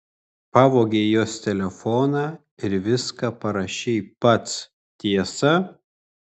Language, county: Lithuanian, Kaunas